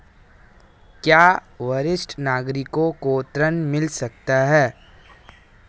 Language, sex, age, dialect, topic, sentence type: Hindi, male, 18-24, Marwari Dhudhari, banking, question